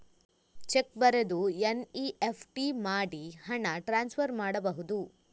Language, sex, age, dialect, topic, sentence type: Kannada, female, 31-35, Coastal/Dakshin, banking, question